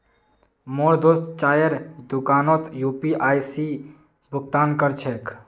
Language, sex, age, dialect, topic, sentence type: Magahi, male, 18-24, Northeastern/Surjapuri, banking, statement